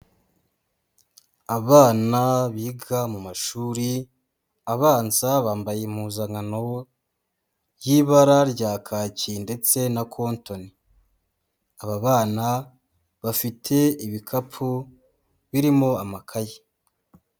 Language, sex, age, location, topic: Kinyarwanda, female, 18-24, Huye, education